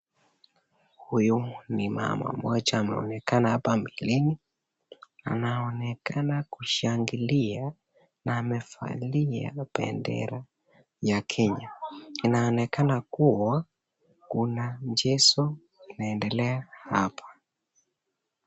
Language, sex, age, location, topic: Swahili, male, 18-24, Nakuru, government